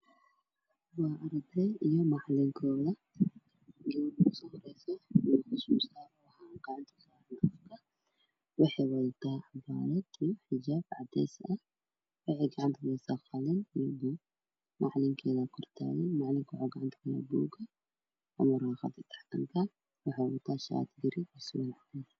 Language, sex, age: Somali, male, 18-24